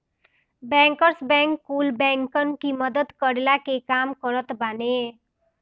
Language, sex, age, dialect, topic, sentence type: Bhojpuri, female, 18-24, Northern, banking, statement